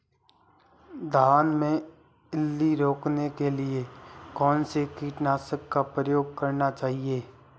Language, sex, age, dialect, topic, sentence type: Hindi, male, 18-24, Marwari Dhudhari, agriculture, question